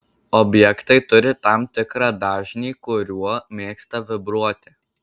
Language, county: Lithuanian, Marijampolė